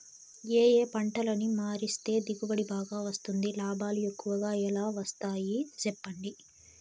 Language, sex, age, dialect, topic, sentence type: Telugu, female, 18-24, Southern, agriculture, question